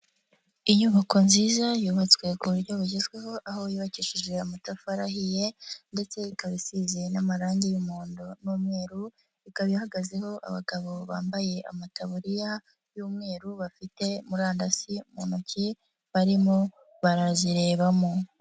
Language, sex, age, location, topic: Kinyarwanda, male, 50+, Nyagatare, education